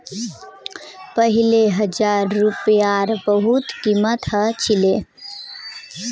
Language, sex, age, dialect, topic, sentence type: Magahi, female, 18-24, Northeastern/Surjapuri, banking, statement